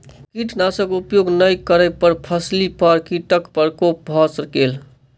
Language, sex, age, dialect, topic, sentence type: Maithili, male, 18-24, Southern/Standard, agriculture, statement